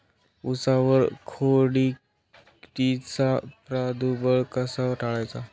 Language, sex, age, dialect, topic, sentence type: Marathi, male, 18-24, Standard Marathi, agriculture, question